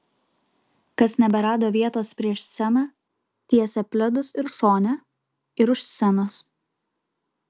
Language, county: Lithuanian, Kaunas